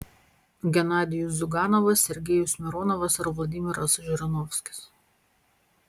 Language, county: Lithuanian, Panevėžys